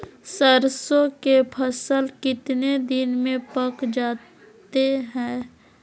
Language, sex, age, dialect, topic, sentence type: Magahi, female, 31-35, Southern, agriculture, question